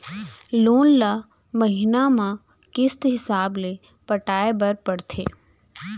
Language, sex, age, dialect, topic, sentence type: Chhattisgarhi, female, 25-30, Central, banking, statement